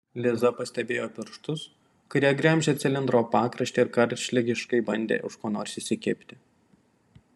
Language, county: Lithuanian, Panevėžys